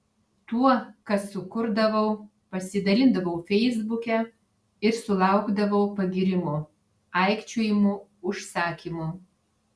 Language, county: Lithuanian, Vilnius